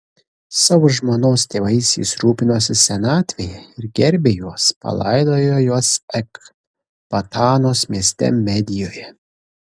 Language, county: Lithuanian, Kaunas